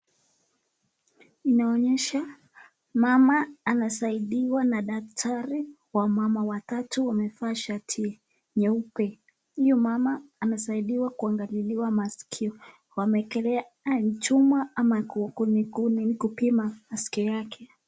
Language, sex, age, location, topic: Swahili, female, 18-24, Nakuru, health